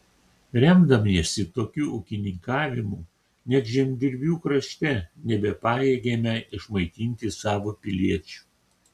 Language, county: Lithuanian, Kaunas